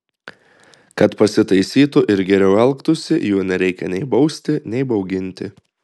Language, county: Lithuanian, Klaipėda